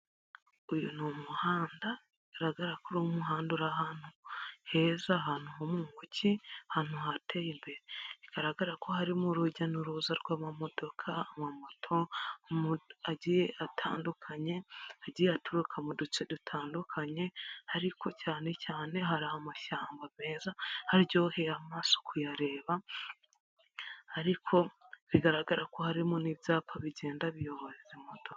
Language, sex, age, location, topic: Kinyarwanda, female, 18-24, Huye, government